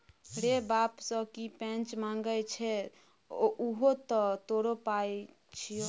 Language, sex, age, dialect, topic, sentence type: Maithili, female, 18-24, Bajjika, banking, statement